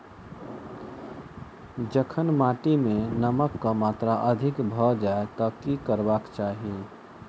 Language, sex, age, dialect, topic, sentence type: Maithili, male, 31-35, Southern/Standard, agriculture, question